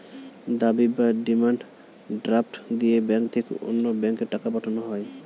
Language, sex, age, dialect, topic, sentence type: Bengali, male, 18-24, Standard Colloquial, banking, statement